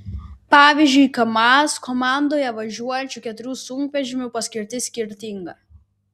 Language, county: Lithuanian, Vilnius